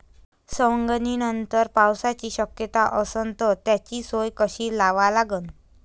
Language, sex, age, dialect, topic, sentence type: Marathi, female, 25-30, Varhadi, agriculture, question